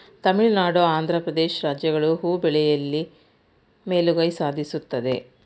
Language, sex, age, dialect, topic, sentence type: Kannada, female, 46-50, Mysore Kannada, agriculture, statement